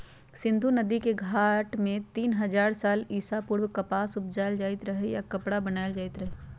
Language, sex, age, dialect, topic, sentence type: Magahi, female, 31-35, Western, agriculture, statement